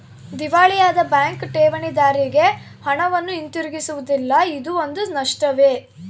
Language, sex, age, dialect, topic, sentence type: Kannada, female, 18-24, Central, banking, statement